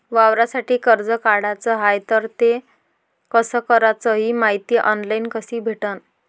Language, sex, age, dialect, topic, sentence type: Marathi, female, 25-30, Varhadi, banking, question